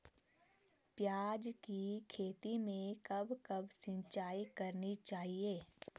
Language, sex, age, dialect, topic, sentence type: Hindi, female, 25-30, Garhwali, agriculture, question